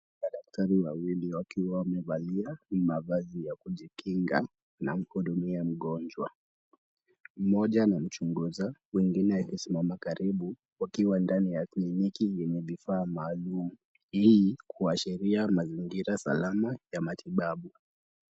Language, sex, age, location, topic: Swahili, male, 18-24, Kisumu, health